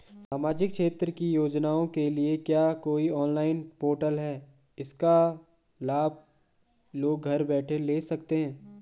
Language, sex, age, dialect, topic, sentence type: Hindi, male, 18-24, Garhwali, banking, question